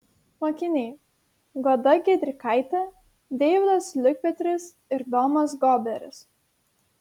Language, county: Lithuanian, Šiauliai